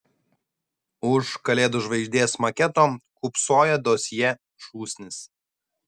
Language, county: Lithuanian, Šiauliai